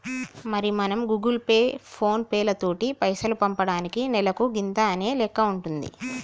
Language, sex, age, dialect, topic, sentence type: Telugu, female, 51-55, Telangana, banking, statement